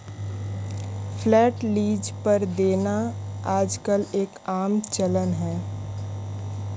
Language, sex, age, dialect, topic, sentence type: Hindi, female, 25-30, Kanauji Braj Bhasha, banking, statement